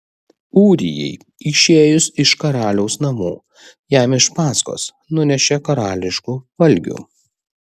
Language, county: Lithuanian, Vilnius